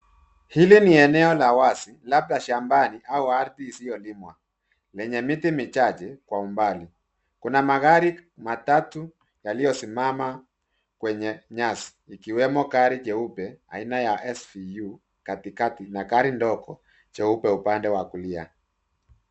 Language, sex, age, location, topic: Swahili, male, 36-49, Nairobi, finance